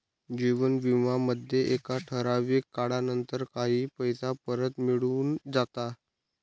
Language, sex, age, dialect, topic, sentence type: Marathi, male, 18-24, Northern Konkan, banking, statement